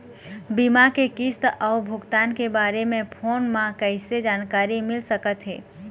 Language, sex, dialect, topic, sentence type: Chhattisgarhi, female, Eastern, banking, question